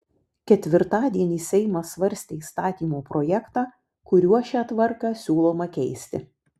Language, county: Lithuanian, Vilnius